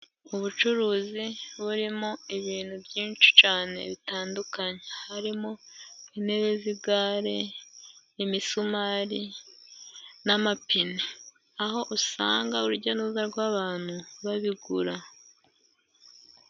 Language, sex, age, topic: Kinyarwanda, male, 18-24, finance